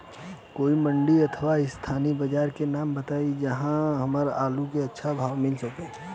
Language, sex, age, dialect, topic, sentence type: Bhojpuri, male, 18-24, Southern / Standard, agriculture, question